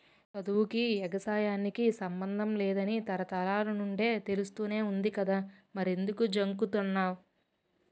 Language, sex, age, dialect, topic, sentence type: Telugu, female, 18-24, Utterandhra, agriculture, statement